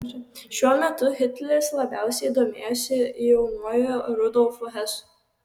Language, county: Lithuanian, Kaunas